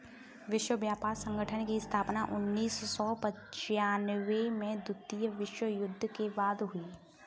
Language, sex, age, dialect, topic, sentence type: Hindi, female, 36-40, Kanauji Braj Bhasha, banking, statement